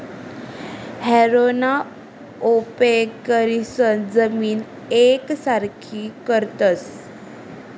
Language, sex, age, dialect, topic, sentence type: Marathi, female, 18-24, Northern Konkan, agriculture, statement